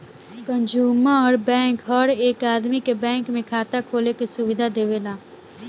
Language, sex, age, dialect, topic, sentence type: Bhojpuri, female, <18, Southern / Standard, banking, statement